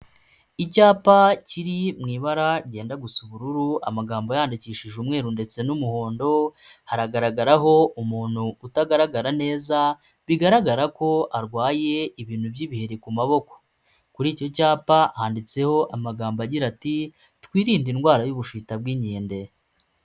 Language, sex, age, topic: Kinyarwanda, male, 25-35, health